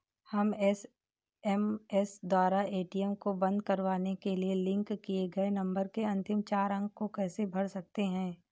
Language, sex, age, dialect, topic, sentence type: Hindi, female, 18-24, Awadhi Bundeli, banking, question